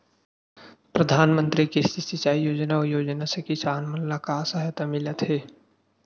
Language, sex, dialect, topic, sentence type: Chhattisgarhi, male, Western/Budati/Khatahi, agriculture, question